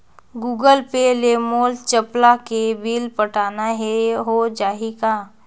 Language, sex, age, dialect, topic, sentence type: Chhattisgarhi, female, 18-24, Northern/Bhandar, banking, question